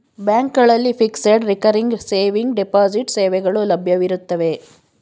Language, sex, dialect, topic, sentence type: Kannada, female, Mysore Kannada, banking, statement